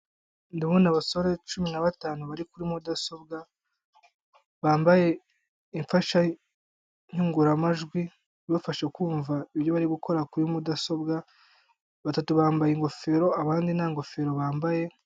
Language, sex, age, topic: Kinyarwanda, male, 25-35, government